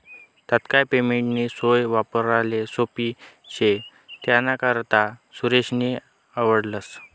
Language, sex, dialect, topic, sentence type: Marathi, male, Northern Konkan, banking, statement